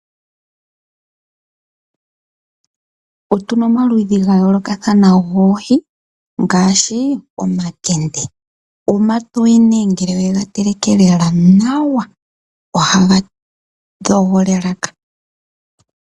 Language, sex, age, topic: Oshiwambo, female, 25-35, agriculture